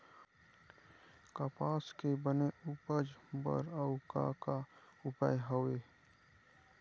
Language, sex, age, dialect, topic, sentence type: Chhattisgarhi, male, 51-55, Eastern, agriculture, question